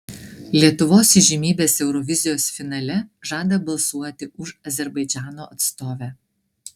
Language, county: Lithuanian, Klaipėda